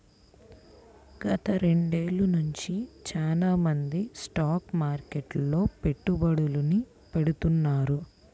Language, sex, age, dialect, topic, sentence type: Telugu, female, 18-24, Central/Coastal, banking, statement